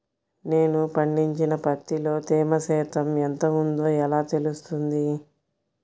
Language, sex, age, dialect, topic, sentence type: Telugu, female, 56-60, Central/Coastal, agriculture, question